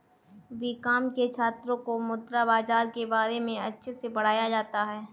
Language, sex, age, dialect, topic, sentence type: Hindi, female, 18-24, Kanauji Braj Bhasha, banking, statement